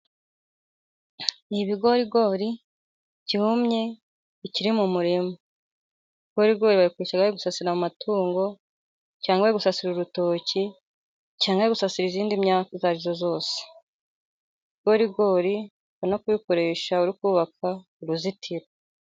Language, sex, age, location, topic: Kinyarwanda, female, 18-24, Gakenke, agriculture